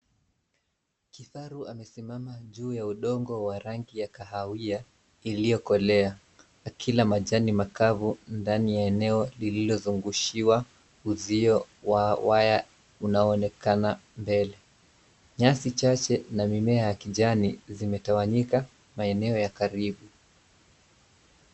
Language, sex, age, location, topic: Swahili, male, 25-35, Nairobi, government